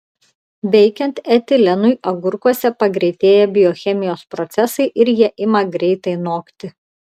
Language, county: Lithuanian, Klaipėda